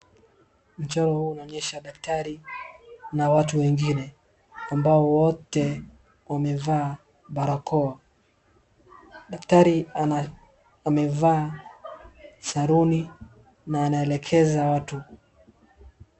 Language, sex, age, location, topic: Swahili, male, 18-24, Wajir, health